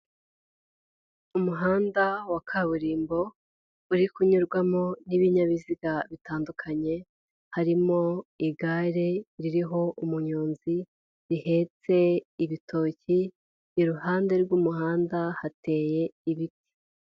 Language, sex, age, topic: Kinyarwanda, female, 18-24, government